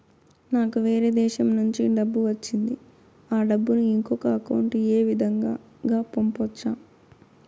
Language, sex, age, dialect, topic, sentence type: Telugu, female, 18-24, Southern, banking, question